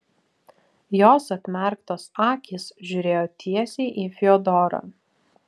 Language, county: Lithuanian, Vilnius